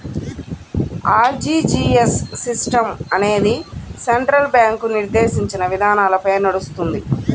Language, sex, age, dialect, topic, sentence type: Telugu, female, 31-35, Central/Coastal, banking, statement